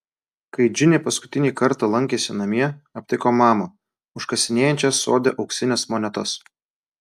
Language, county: Lithuanian, Klaipėda